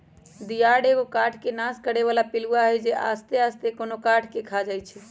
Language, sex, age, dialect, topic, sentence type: Magahi, male, 18-24, Western, agriculture, statement